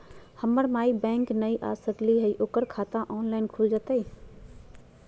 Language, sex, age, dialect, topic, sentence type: Magahi, female, 31-35, Southern, banking, question